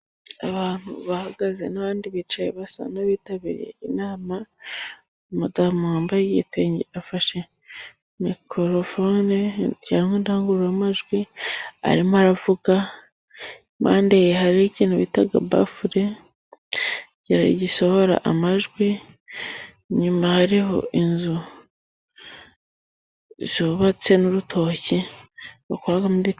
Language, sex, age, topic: Kinyarwanda, female, 25-35, government